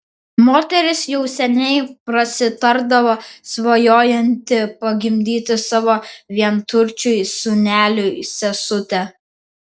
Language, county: Lithuanian, Vilnius